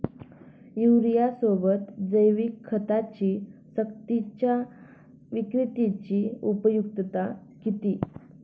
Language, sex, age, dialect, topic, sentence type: Marathi, female, 18-24, Standard Marathi, agriculture, question